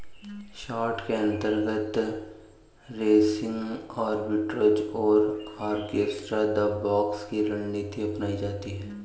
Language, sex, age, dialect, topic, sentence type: Hindi, male, 25-30, Kanauji Braj Bhasha, banking, statement